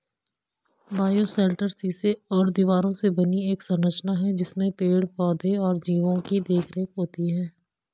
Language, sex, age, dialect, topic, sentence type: Hindi, female, 25-30, Garhwali, agriculture, statement